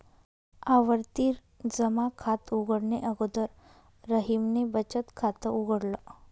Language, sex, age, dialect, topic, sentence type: Marathi, female, 31-35, Northern Konkan, banking, statement